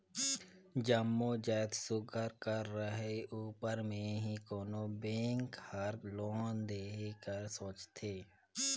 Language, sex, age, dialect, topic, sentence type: Chhattisgarhi, male, 18-24, Northern/Bhandar, banking, statement